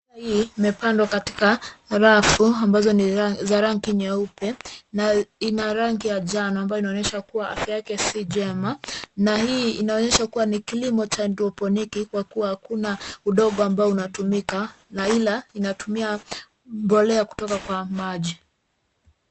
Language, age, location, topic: Swahili, 25-35, Nairobi, agriculture